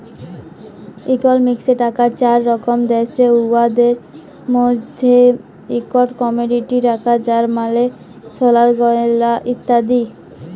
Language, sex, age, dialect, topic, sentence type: Bengali, female, 18-24, Jharkhandi, banking, statement